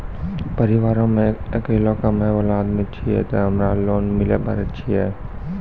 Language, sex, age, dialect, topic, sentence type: Maithili, male, 18-24, Angika, banking, question